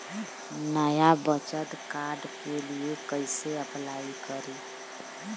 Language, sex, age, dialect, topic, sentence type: Bhojpuri, female, 31-35, Western, banking, statement